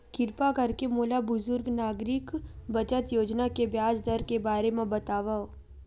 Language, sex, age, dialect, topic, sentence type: Chhattisgarhi, female, 18-24, Western/Budati/Khatahi, banking, statement